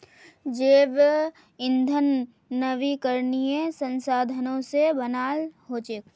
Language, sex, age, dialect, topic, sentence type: Magahi, female, 25-30, Northeastern/Surjapuri, agriculture, statement